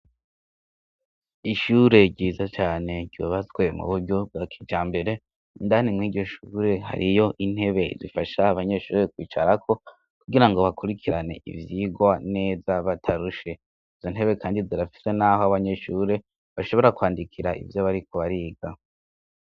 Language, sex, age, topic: Rundi, male, 25-35, education